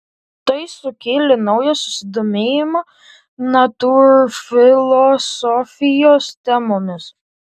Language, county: Lithuanian, Tauragė